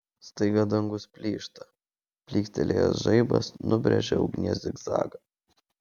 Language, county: Lithuanian, Vilnius